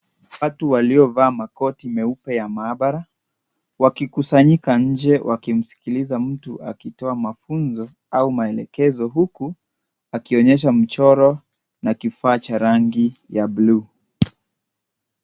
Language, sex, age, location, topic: Swahili, female, 25-35, Kisii, health